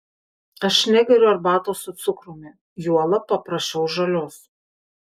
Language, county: Lithuanian, Kaunas